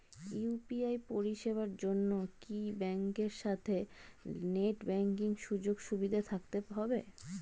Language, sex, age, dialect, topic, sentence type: Bengali, female, 25-30, Standard Colloquial, banking, question